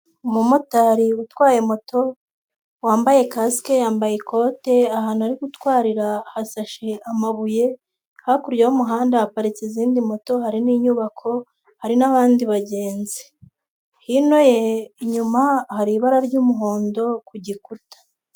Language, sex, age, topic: Kinyarwanda, female, 18-24, government